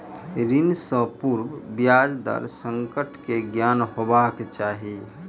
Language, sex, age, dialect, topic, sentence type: Maithili, male, 31-35, Southern/Standard, banking, statement